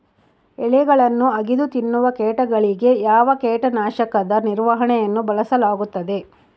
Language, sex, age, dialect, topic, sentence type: Kannada, female, 56-60, Central, agriculture, question